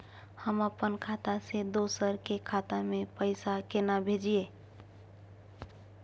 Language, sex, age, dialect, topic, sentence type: Maithili, female, 25-30, Bajjika, banking, question